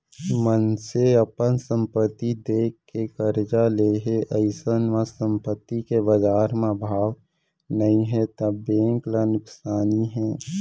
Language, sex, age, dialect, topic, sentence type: Chhattisgarhi, male, 18-24, Central, banking, statement